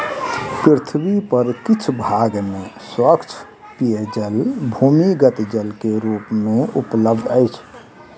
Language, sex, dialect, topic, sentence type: Maithili, male, Southern/Standard, agriculture, statement